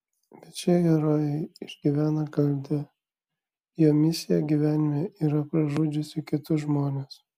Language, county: Lithuanian, Kaunas